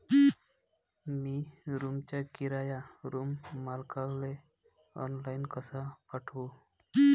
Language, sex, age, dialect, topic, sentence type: Marathi, male, 25-30, Varhadi, banking, question